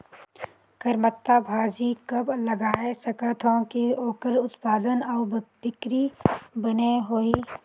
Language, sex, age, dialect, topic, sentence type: Chhattisgarhi, female, 18-24, Northern/Bhandar, agriculture, question